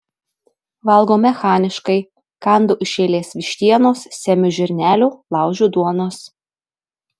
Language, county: Lithuanian, Telšiai